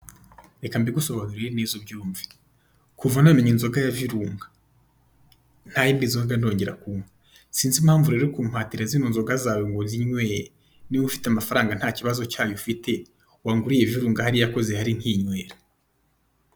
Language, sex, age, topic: Kinyarwanda, male, 25-35, finance